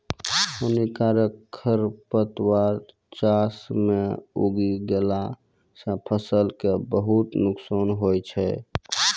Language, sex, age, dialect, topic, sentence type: Maithili, male, 18-24, Angika, agriculture, statement